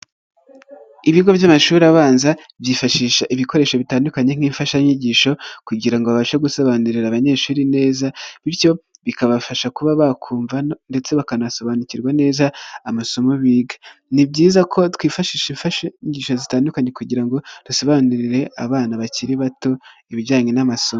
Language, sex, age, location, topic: Kinyarwanda, male, 25-35, Nyagatare, education